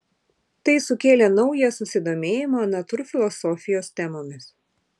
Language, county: Lithuanian, Vilnius